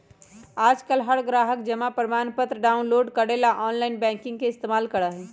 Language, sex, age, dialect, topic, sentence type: Magahi, female, 31-35, Western, banking, statement